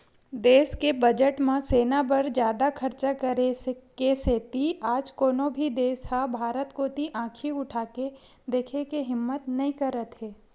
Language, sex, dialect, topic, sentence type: Chhattisgarhi, female, Western/Budati/Khatahi, banking, statement